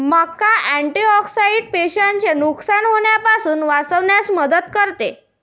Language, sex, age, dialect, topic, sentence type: Marathi, female, 51-55, Varhadi, agriculture, statement